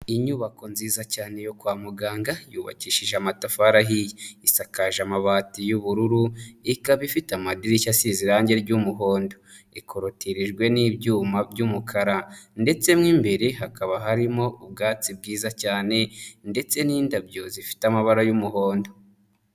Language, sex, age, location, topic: Kinyarwanda, male, 25-35, Huye, health